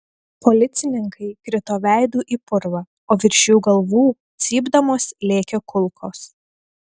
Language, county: Lithuanian, Telšiai